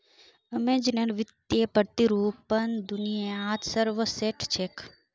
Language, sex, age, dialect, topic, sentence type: Magahi, female, 51-55, Northeastern/Surjapuri, banking, statement